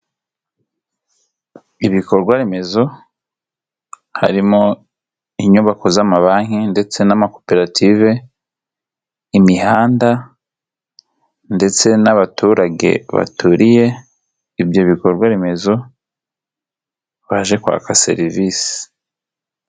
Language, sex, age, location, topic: Kinyarwanda, male, 18-24, Nyagatare, finance